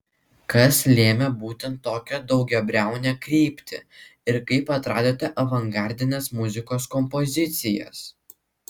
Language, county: Lithuanian, Klaipėda